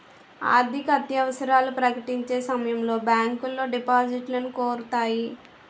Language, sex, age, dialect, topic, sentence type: Telugu, female, 18-24, Utterandhra, banking, statement